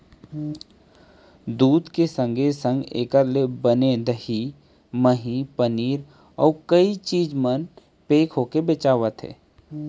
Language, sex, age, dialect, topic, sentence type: Chhattisgarhi, male, 31-35, Central, agriculture, statement